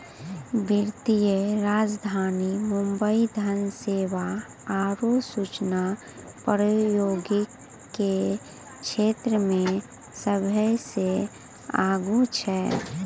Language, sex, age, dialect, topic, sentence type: Maithili, female, 18-24, Angika, banking, statement